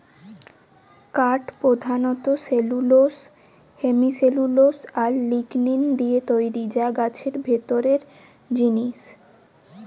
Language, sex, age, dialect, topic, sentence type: Bengali, female, 18-24, Western, agriculture, statement